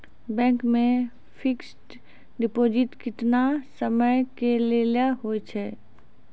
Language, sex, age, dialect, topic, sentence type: Maithili, female, 56-60, Angika, banking, question